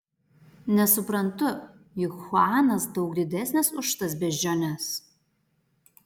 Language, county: Lithuanian, Alytus